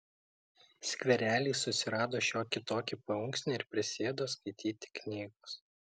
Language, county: Lithuanian, Kaunas